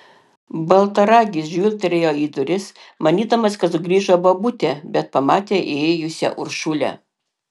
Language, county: Lithuanian, Panevėžys